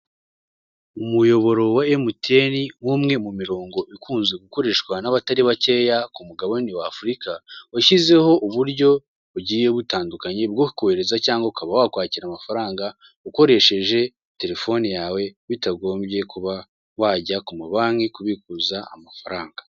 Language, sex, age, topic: Kinyarwanda, male, 18-24, finance